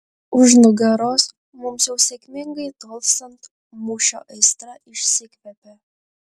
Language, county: Lithuanian, Panevėžys